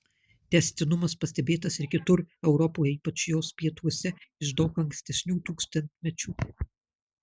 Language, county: Lithuanian, Marijampolė